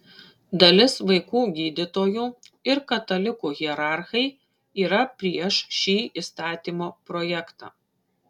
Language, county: Lithuanian, Šiauliai